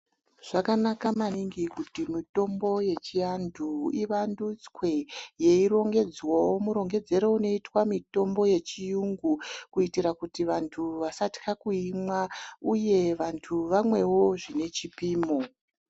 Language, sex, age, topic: Ndau, male, 25-35, health